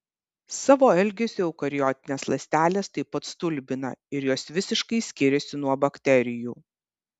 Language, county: Lithuanian, Kaunas